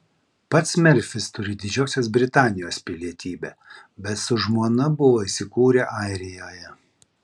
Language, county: Lithuanian, Vilnius